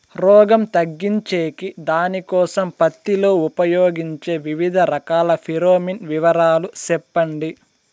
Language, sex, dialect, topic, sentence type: Telugu, male, Southern, agriculture, question